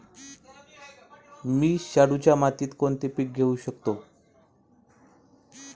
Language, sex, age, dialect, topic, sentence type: Marathi, male, 25-30, Standard Marathi, agriculture, question